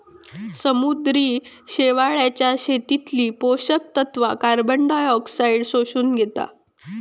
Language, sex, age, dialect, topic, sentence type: Marathi, female, 18-24, Southern Konkan, agriculture, statement